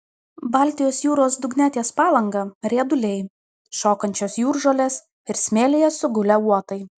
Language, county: Lithuanian, Kaunas